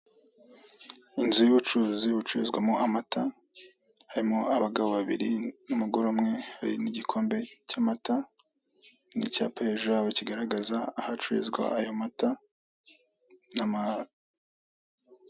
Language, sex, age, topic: Kinyarwanda, male, 25-35, finance